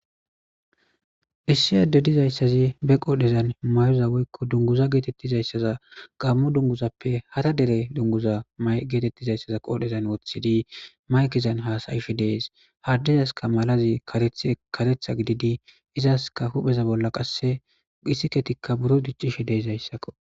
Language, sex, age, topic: Gamo, male, 25-35, government